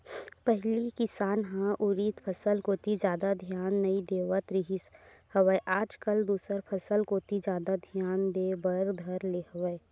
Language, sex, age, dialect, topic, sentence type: Chhattisgarhi, female, 18-24, Western/Budati/Khatahi, agriculture, statement